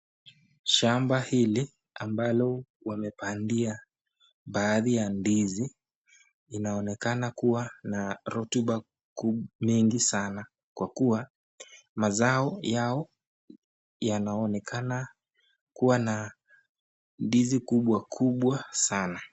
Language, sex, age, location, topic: Swahili, male, 25-35, Nakuru, agriculture